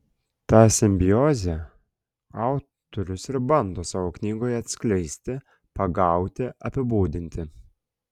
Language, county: Lithuanian, Klaipėda